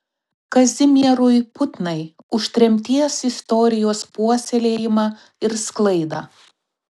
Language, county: Lithuanian, Telšiai